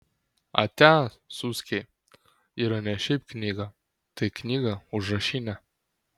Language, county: Lithuanian, Kaunas